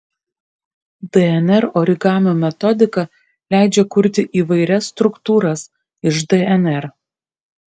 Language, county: Lithuanian, Kaunas